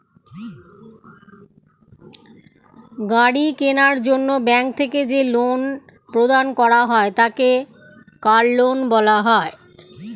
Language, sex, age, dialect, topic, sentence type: Bengali, female, 51-55, Standard Colloquial, banking, statement